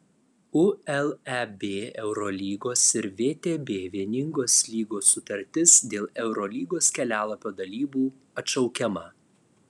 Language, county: Lithuanian, Alytus